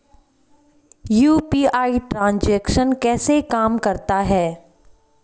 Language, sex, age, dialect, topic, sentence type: Hindi, female, 25-30, Hindustani Malvi Khadi Boli, banking, question